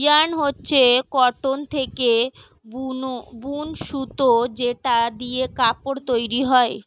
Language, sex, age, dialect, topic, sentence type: Bengali, female, 18-24, Standard Colloquial, agriculture, statement